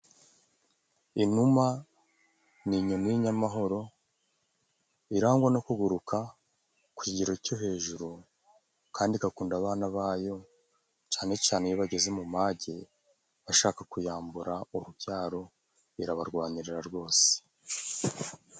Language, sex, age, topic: Kinyarwanda, male, 25-35, agriculture